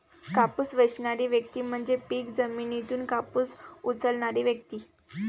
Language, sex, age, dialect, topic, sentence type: Marathi, female, 18-24, Varhadi, agriculture, statement